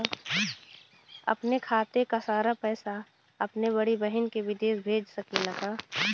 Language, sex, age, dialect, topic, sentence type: Bhojpuri, female, 25-30, Western, banking, question